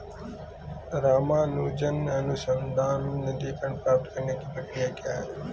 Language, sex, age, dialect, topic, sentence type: Hindi, male, 18-24, Marwari Dhudhari, banking, statement